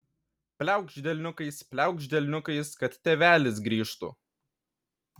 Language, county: Lithuanian, Kaunas